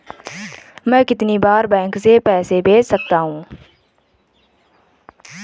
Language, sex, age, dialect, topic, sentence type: Hindi, female, 18-24, Awadhi Bundeli, banking, question